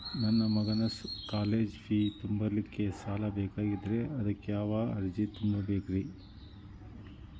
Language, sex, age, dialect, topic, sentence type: Kannada, male, 41-45, Dharwad Kannada, banking, question